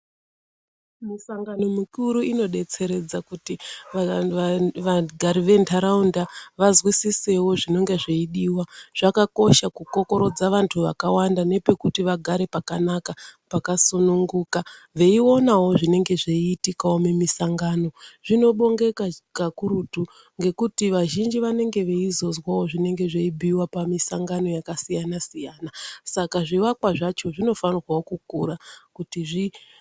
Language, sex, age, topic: Ndau, female, 36-49, education